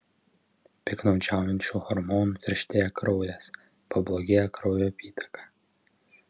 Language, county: Lithuanian, Vilnius